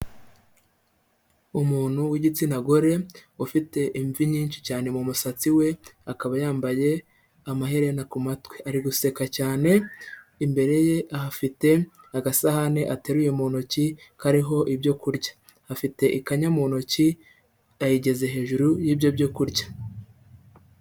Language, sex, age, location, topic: Kinyarwanda, male, 25-35, Huye, health